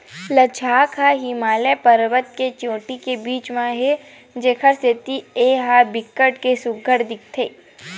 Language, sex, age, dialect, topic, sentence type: Chhattisgarhi, female, 25-30, Western/Budati/Khatahi, agriculture, statement